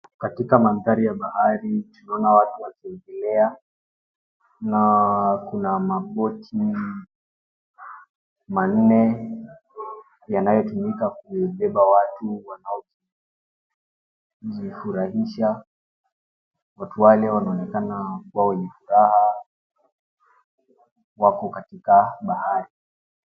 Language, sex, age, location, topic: Swahili, male, 18-24, Mombasa, government